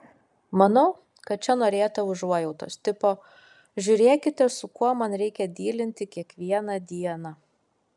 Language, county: Lithuanian, Kaunas